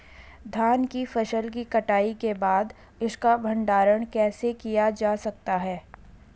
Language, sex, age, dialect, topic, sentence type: Hindi, female, 18-24, Garhwali, agriculture, question